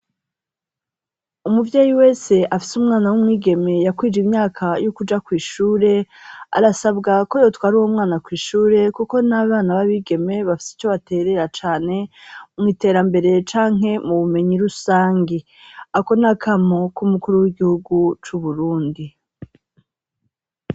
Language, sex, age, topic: Rundi, female, 36-49, education